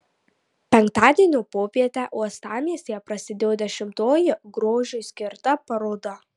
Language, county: Lithuanian, Marijampolė